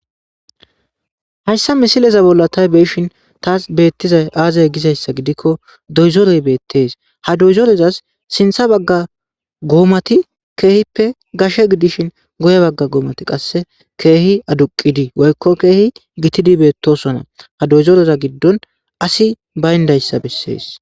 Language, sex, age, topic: Gamo, male, 25-35, agriculture